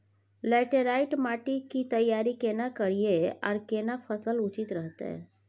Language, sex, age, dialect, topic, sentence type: Maithili, female, 31-35, Bajjika, agriculture, question